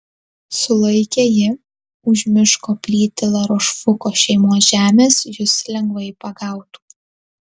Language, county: Lithuanian, Tauragė